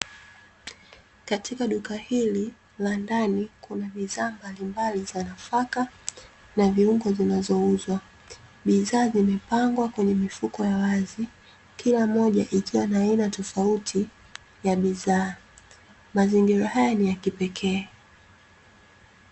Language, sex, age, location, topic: Swahili, female, 25-35, Dar es Salaam, finance